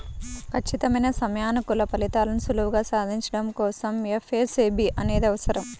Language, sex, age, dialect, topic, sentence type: Telugu, male, 36-40, Central/Coastal, banking, statement